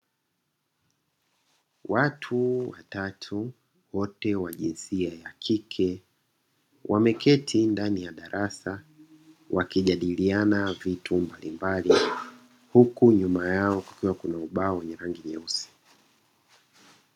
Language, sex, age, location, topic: Swahili, male, 36-49, Dar es Salaam, education